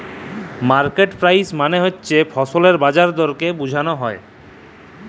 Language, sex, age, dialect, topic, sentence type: Bengali, male, 25-30, Jharkhandi, agriculture, statement